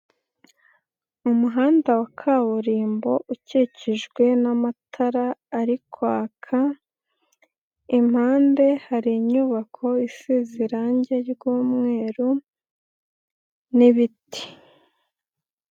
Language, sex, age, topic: Kinyarwanda, female, 18-24, government